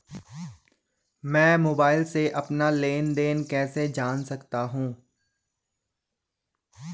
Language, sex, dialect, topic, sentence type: Hindi, male, Garhwali, banking, question